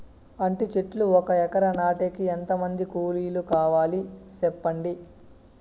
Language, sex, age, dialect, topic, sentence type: Telugu, male, 18-24, Southern, agriculture, question